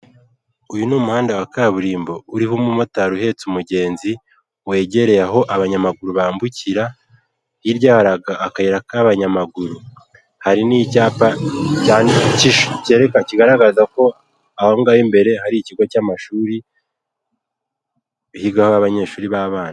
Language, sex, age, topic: Kinyarwanda, male, 18-24, government